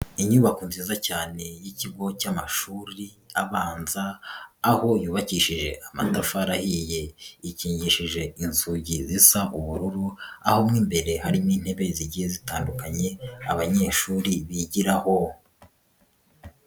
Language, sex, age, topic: Kinyarwanda, female, 25-35, education